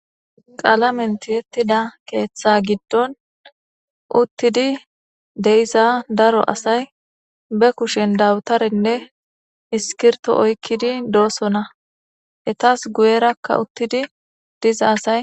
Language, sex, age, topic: Gamo, female, 18-24, government